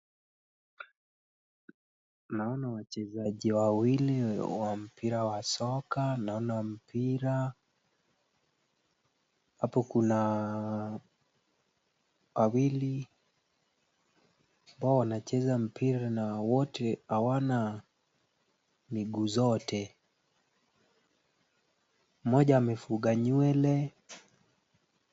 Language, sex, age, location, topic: Swahili, male, 25-35, Kisumu, education